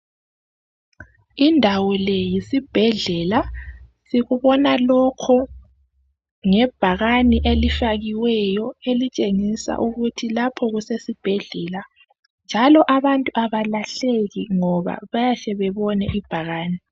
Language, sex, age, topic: North Ndebele, female, 25-35, health